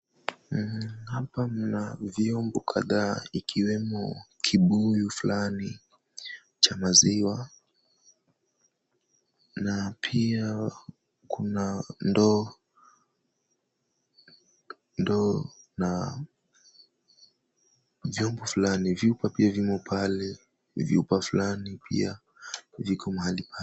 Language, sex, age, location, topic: Swahili, male, 18-24, Kisumu, health